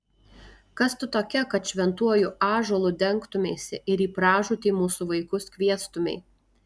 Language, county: Lithuanian, Alytus